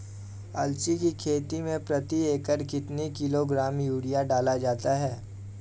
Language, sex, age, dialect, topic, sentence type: Hindi, male, 18-24, Awadhi Bundeli, agriculture, question